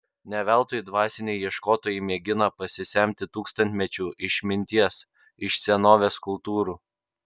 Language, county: Lithuanian, Kaunas